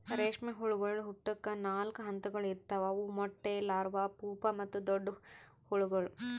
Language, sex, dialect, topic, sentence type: Kannada, female, Northeastern, agriculture, statement